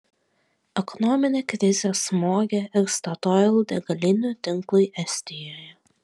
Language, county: Lithuanian, Vilnius